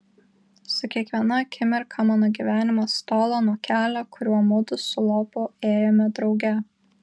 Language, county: Lithuanian, Vilnius